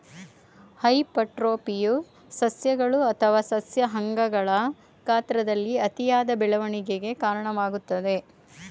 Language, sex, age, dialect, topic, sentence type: Kannada, female, 41-45, Mysore Kannada, agriculture, statement